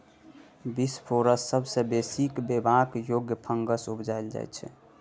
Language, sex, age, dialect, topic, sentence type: Maithili, male, 18-24, Bajjika, agriculture, statement